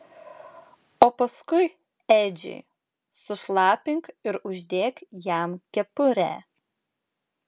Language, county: Lithuanian, Klaipėda